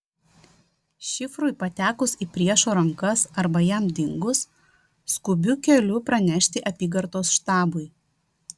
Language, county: Lithuanian, Vilnius